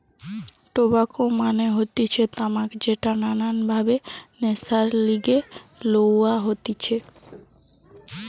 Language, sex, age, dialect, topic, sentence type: Bengali, female, 18-24, Western, agriculture, statement